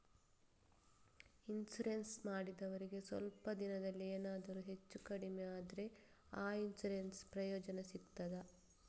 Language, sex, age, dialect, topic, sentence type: Kannada, female, 36-40, Coastal/Dakshin, banking, question